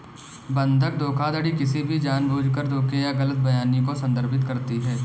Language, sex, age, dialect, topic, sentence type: Hindi, male, 18-24, Kanauji Braj Bhasha, banking, statement